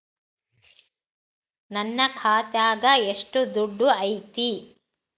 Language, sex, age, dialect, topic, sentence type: Kannada, female, 60-100, Central, banking, question